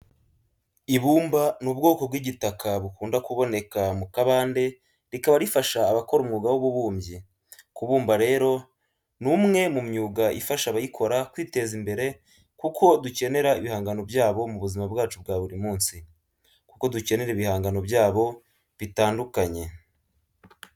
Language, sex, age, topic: Kinyarwanda, male, 18-24, education